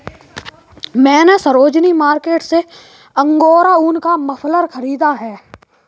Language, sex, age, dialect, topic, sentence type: Hindi, male, 18-24, Kanauji Braj Bhasha, agriculture, statement